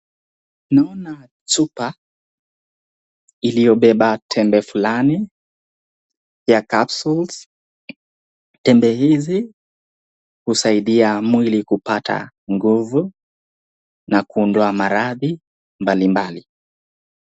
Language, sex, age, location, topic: Swahili, male, 18-24, Nakuru, health